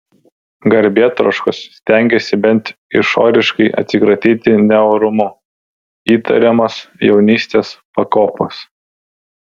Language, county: Lithuanian, Vilnius